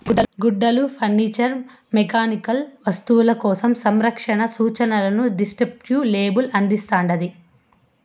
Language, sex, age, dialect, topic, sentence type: Telugu, female, 25-30, Southern, banking, statement